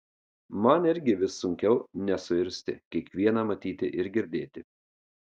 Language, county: Lithuanian, Marijampolė